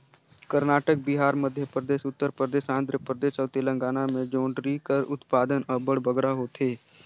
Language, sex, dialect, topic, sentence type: Chhattisgarhi, male, Northern/Bhandar, agriculture, statement